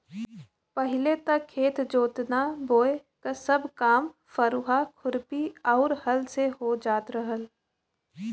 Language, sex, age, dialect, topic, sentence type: Bhojpuri, female, 18-24, Western, agriculture, statement